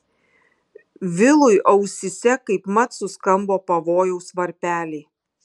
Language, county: Lithuanian, Kaunas